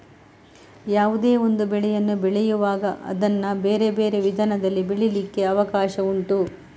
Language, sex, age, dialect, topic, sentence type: Kannada, female, 25-30, Coastal/Dakshin, agriculture, statement